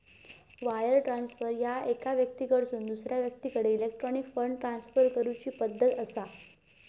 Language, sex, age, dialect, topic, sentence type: Marathi, female, 18-24, Southern Konkan, banking, statement